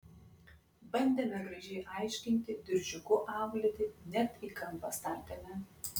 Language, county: Lithuanian, Klaipėda